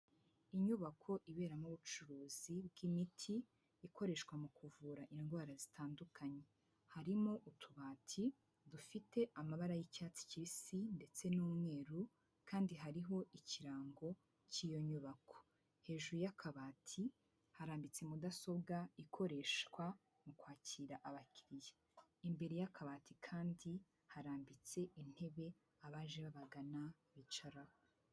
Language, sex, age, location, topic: Kinyarwanda, female, 18-24, Huye, health